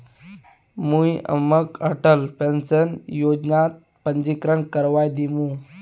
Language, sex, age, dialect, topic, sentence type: Magahi, male, 18-24, Northeastern/Surjapuri, banking, statement